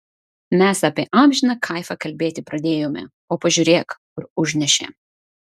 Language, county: Lithuanian, Vilnius